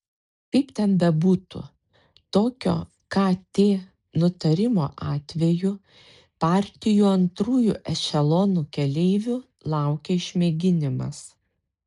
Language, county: Lithuanian, Šiauliai